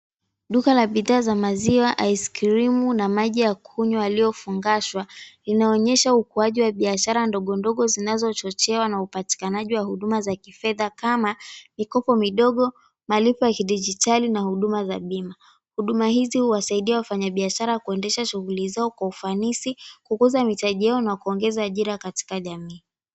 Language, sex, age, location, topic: Swahili, female, 18-24, Mombasa, finance